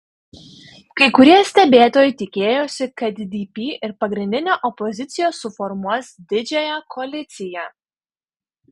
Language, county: Lithuanian, Panevėžys